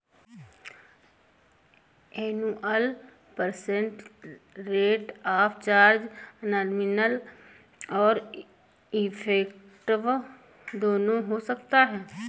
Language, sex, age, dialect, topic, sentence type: Hindi, female, 25-30, Awadhi Bundeli, banking, statement